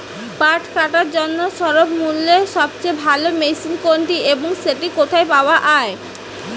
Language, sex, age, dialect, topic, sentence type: Bengali, female, 18-24, Rajbangshi, agriculture, question